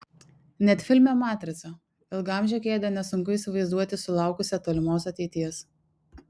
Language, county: Lithuanian, Šiauliai